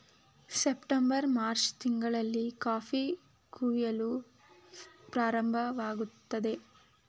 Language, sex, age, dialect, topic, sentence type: Kannada, female, 25-30, Mysore Kannada, agriculture, statement